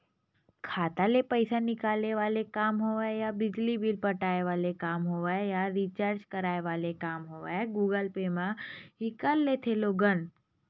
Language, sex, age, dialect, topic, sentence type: Chhattisgarhi, female, 25-30, Western/Budati/Khatahi, banking, statement